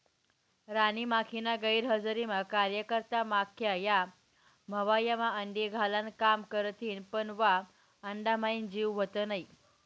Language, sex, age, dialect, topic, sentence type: Marathi, female, 18-24, Northern Konkan, agriculture, statement